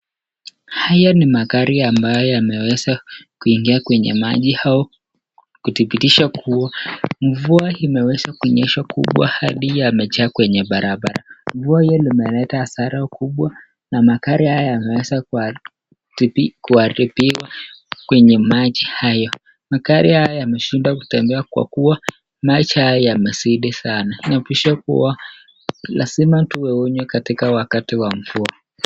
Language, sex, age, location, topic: Swahili, male, 18-24, Nakuru, finance